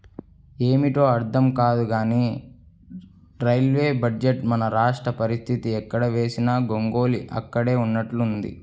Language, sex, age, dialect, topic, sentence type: Telugu, male, 18-24, Central/Coastal, banking, statement